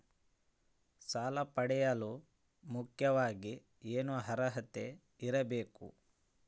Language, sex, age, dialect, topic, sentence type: Kannada, male, 25-30, Central, banking, question